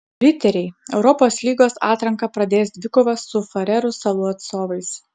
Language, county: Lithuanian, Utena